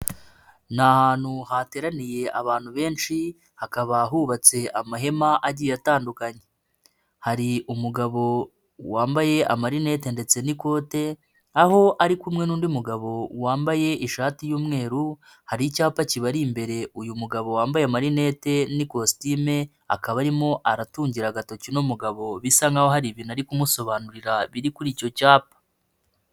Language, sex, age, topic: Kinyarwanda, female, 25-35, finance